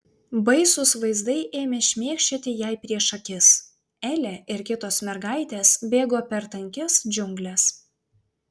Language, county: Lithuanian, Vilnius